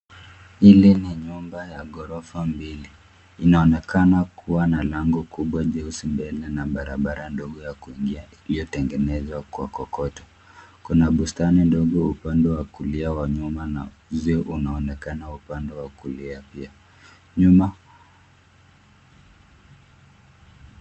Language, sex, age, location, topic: Swahili, male, 25-35, Nairobi, finance